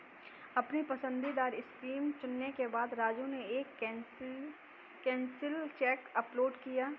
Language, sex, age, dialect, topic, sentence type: Hindi, female, 18-24, Kanauji Braj Bhasha, banking, statement